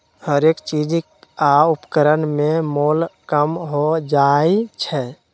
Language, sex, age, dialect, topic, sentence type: Magahi, male, 60-100, Western, banking, statement